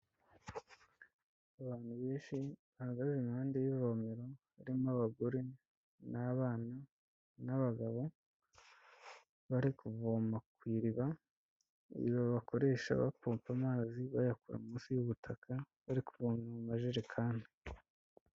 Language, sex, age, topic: Kinyarwanda, male, 25-35, health